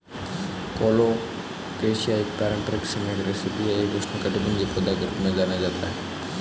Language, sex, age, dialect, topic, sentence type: Hindi, male, 18-24, Marwari Dhudhari, agriculture, statement